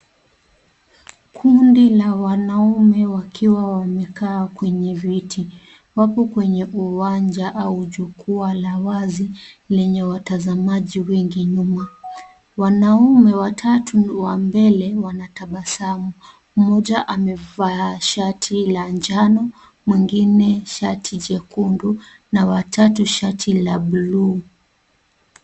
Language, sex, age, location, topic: Swahili, female, 36-49, Kisii, government